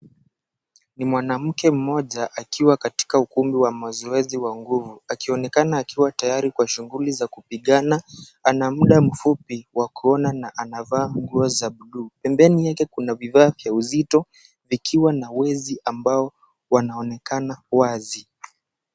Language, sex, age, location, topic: Swahili, male, 18-24, Mombasa, education